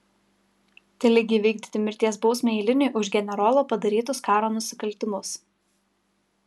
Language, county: Lithuanian, Kaunas